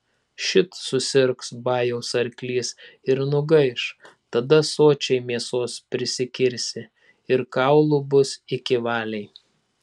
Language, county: Lithuanian, Klaipėda